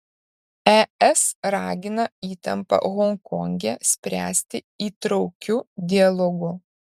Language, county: Lithuanian, Šiauliai